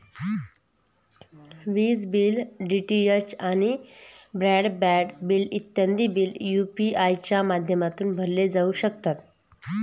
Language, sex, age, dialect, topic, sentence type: Marathi, female, 31-35, Northern Konkan, banking, statement